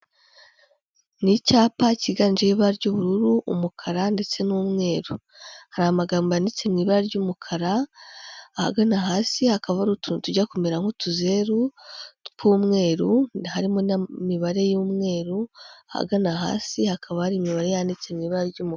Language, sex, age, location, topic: Kinyarwanda, female, 18-24, Kigali, health